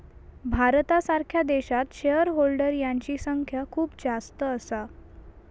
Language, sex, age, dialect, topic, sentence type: Marathi, female, 18-24, Southern Konkan, banking, statement